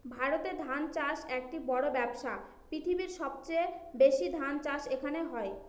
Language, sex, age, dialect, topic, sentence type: Bengali, female, 25-30, Northern/Varendri, agriculture, statement